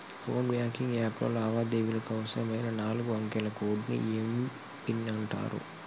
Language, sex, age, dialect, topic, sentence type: Telugu, male, 18-24, Telangana, banking, statement